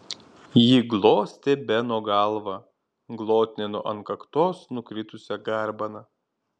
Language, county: Lithuanian, Kaunas